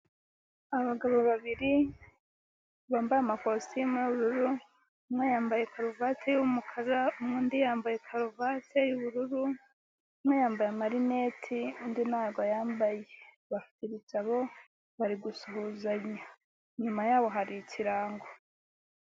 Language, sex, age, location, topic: Kinyarwanda, female, 18-24, Huye, health